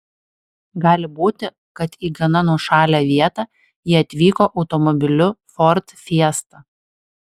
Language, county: Lithuanian, Alytus